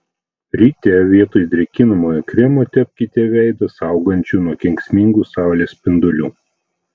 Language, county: Lithuanian, Vilnius